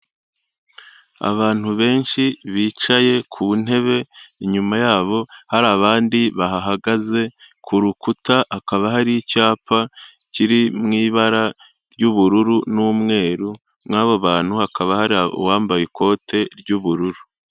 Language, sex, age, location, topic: Kinyarwanda, male, 25-35, Kigali, health